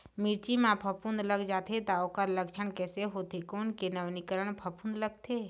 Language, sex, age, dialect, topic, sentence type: Chhattisgarhi, female, 46-50, Eastern, agriculture, question